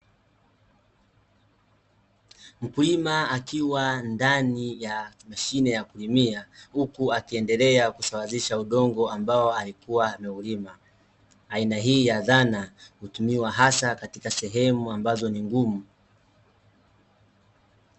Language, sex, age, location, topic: Swahili, male, 18-24, Dar es Salaam, agriculture